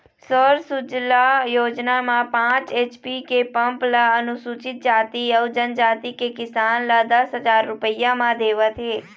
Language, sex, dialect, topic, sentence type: Chhattisgarhi, female, Eastern, agriculture, statement